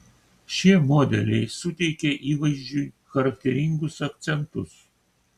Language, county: Lithuanian, Kaunas